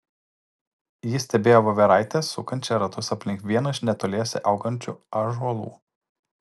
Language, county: Lithuanian, Utena